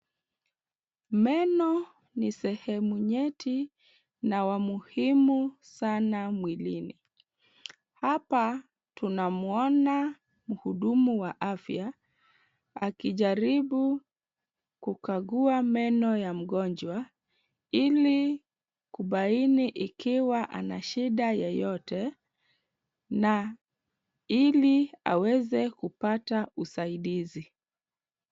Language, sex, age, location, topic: Swahili, female, 25-35, Kisumu, health